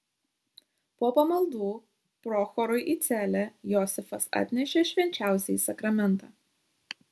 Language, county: Lithuanian, Šiauliai